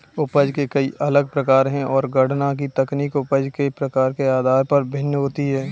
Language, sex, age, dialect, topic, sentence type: Hindi, male, 18-24, Kanauji Braj Bhasha, banking, statement